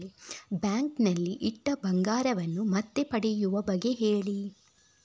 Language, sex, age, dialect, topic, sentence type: Kannada, female, 36-40, Coastal/Dakshin, banking, question